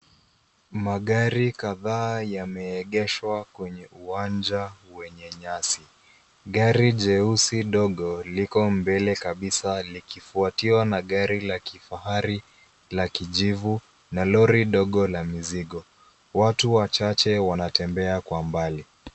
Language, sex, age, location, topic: Swahili, male, 18-24, Nairobi, finance